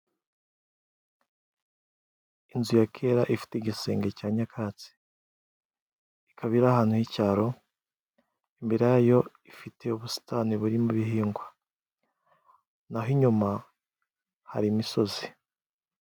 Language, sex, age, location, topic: Kinyarwanda, male, 18-24, Musanze, government